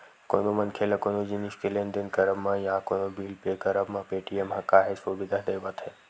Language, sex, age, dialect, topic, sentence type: Chhattisgarhi, male, 56-60, Western/Budati/Khatahi, banking, statement